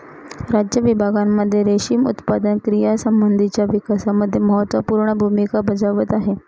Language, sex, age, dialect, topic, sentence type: Marathi, female, 31-35, Northern Konkan, agriculture, statement